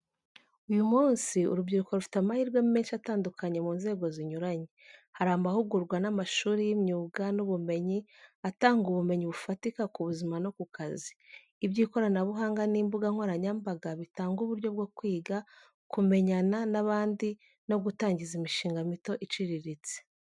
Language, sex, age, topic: Kinyarwanda, female, 25-35, education